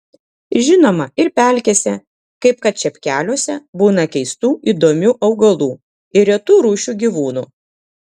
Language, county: Lithuanian, Kaunas